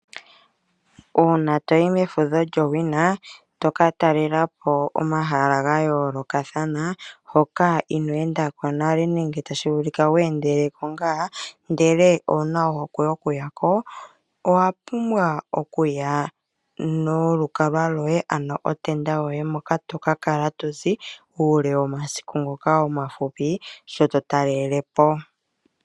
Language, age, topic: Oshiwambo, 25-35, agriculture